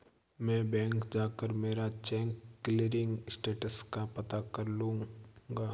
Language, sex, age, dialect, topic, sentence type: Hindi, male, 46-50, Marwari Dhudhari, banking, statement